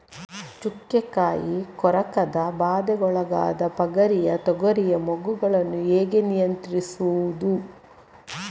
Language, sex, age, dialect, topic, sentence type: Kannada, female, 31-35, Coastal/Dakshin, agriculture, question